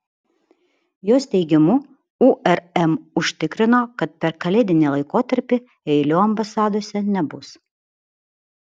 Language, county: Lithuanian, Vilnius